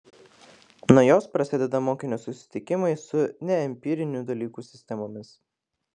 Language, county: Lithuanian, Klaipėda